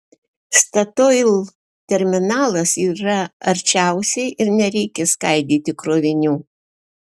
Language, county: Lithuanian, Alytus